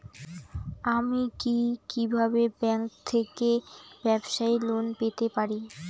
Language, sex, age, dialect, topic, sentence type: Bengali, female, 18-24, Rajbangshi, banking, question